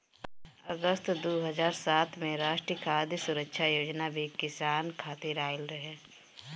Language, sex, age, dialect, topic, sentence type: Bhojpuri, female, 25-30, Northern, agriculture, statement